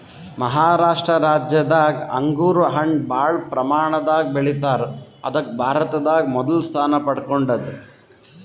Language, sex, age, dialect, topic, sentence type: Kannada, male, 18-24, Northeastern, agriculture, statement